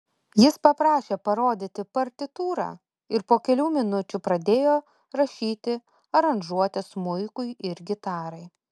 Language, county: Lithuanian, Kaunas